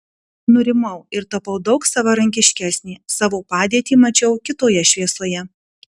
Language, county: Lithuanian, Kaunas